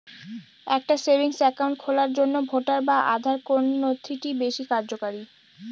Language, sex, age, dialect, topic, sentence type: Bengali, female, 46-50, Northern/Varendri, banking, question